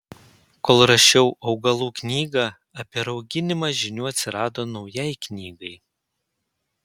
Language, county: Lithuanian, Panevėžys